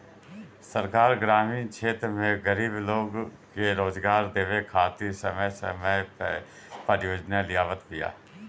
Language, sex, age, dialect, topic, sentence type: Bhojpuri, male, 41-45, Northern, banking, statement